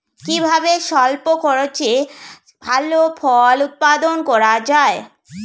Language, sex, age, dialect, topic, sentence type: Bengali, female, 25-30, Rajbangshi, agriculture, question